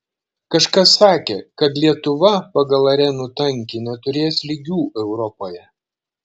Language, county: Lithuanian, Šiauliai